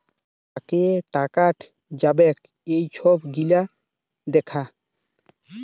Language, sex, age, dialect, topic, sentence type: Bengali, male, 18-24, Jharkhandi, banking, statement